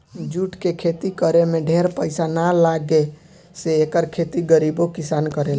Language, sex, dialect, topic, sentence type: Bhojpuri, male, Southern / Standard, agriculture, statement